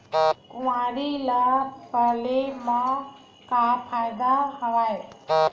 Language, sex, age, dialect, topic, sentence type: Chhattisgarhi, female, 46-50, Western/Budati/Khatahi, agriculture, question